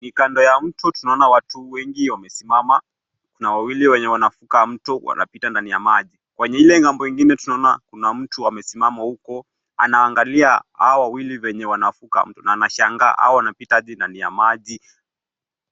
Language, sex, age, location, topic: Swahili, male, 18-24, Kisii, health